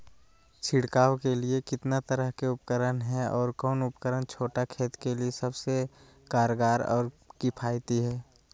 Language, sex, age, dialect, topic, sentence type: Magahi, male, 18-24, Southern, agriculture, question